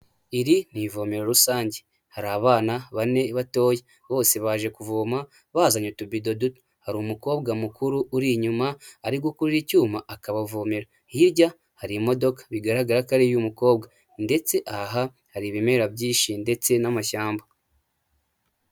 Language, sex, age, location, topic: Kinyarwanda, male, 18-24, Huye, health